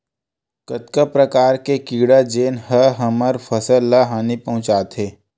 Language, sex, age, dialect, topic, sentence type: Chhattisgarhi, male, 25-30, Western/Budati/Khatahi, agriculture, question